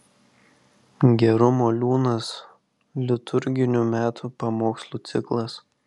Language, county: Lithuanian, Vilnius